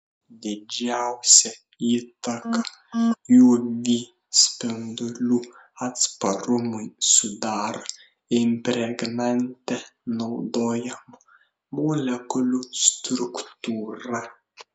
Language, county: Lithuanian, Šiauliai